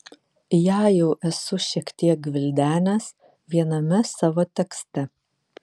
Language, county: Lithuanian, Vilnius